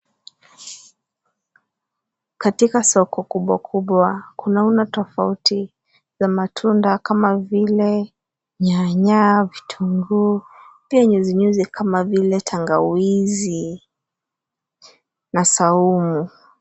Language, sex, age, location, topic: Swahili, female, 18-24, Nairobi, finance